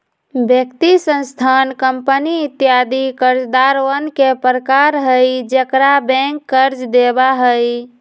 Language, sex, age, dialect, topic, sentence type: Magahi, female, 25-30, Western, banking, statement